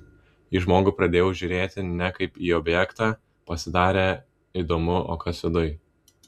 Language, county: Lithuanian, Vilnius